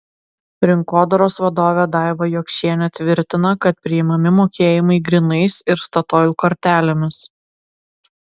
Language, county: Lithuanian, Klaipėda